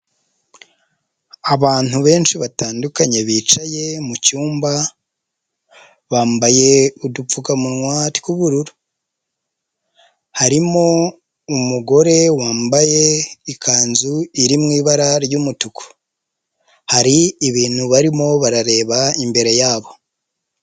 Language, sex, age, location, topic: Kinyarwanda, male, 25-35, Nyagatare, health